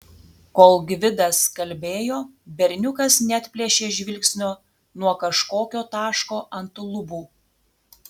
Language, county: Lithuanian, Telšiai